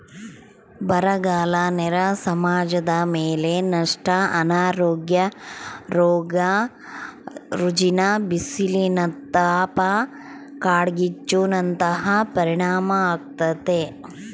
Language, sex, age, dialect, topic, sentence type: Kannada, female, 36-40, Central, agriculture, statement